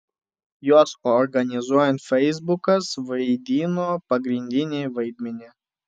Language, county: Lithuanian, Vilnius